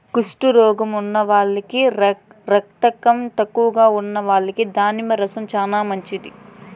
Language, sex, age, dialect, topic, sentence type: Telugu, female, 18-24, Southern, agriculture, statement